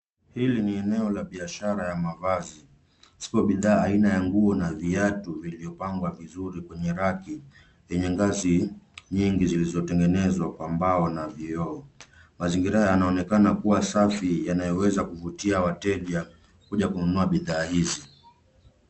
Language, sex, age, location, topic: Swahili, male, 25-35, Nairobi, finance